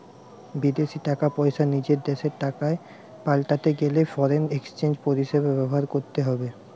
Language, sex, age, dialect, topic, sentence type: Bengali, male, 18-24, Western, banking, statement